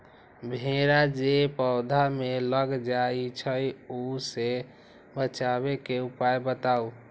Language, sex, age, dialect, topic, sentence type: Magahi, male, 18-24, Western, agriculture, question